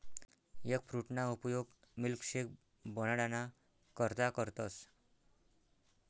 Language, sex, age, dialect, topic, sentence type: Marathi, male, 60-100, Northern Konkan, agriculture, statement